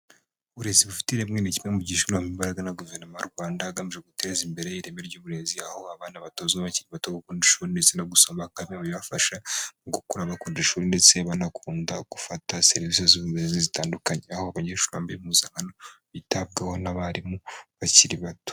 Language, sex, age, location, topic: Kinyarwanda, male, 25-35, Huye, education